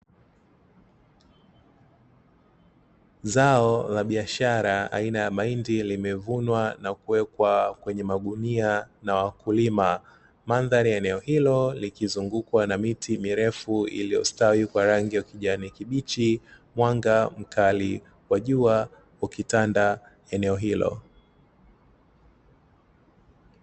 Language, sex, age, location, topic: Swahili, male, 36-49, Dar es Salaam, agriculture